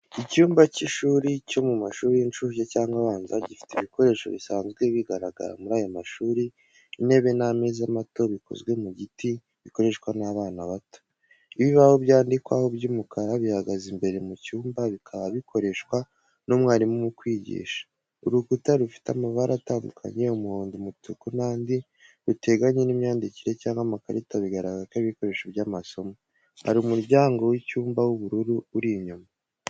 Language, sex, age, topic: Kinyarwanda, male, 18-24, education